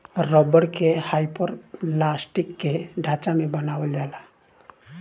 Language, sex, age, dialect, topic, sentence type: Bhojpuri, male, 18-24, Southern / Standard, agriculture, statement